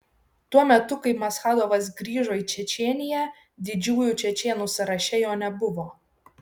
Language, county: Lithuanian, Šiauliai